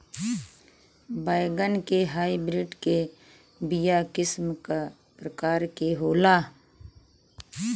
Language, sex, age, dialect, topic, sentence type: Bhojpuri, female, 18-24, Western, agriculture, question